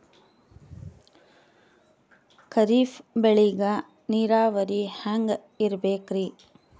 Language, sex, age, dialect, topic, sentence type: Kannada, female, 25-30, Northeastern, agriculture, question